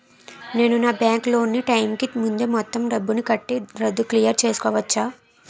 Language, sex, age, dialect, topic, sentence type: Telugu, female, 18-24, Utterandhra, banking, question